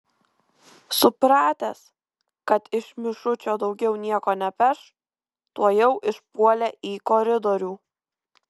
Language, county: Lithuanian, Kaunas